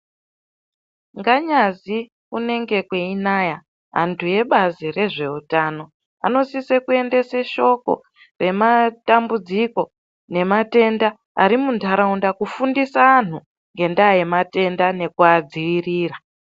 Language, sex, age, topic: Ndau, female, 50+, health